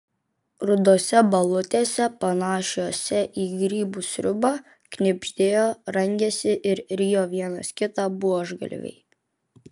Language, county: Lithuanian, Vilnius